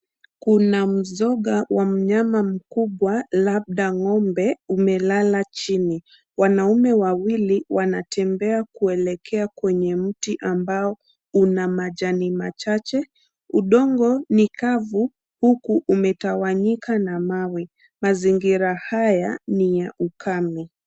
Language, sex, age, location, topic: Swahili, female, 25-35, Kisumu, health